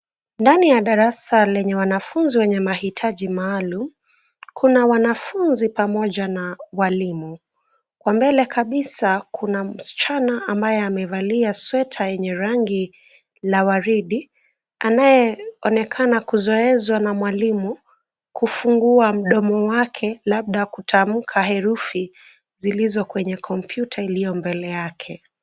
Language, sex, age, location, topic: Swahili, female, 18-24, Nairobi, education